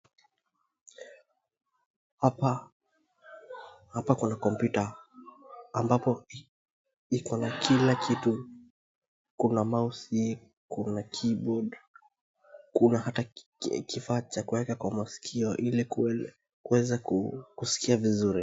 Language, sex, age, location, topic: Swahili, male, 25-35, Wajir, education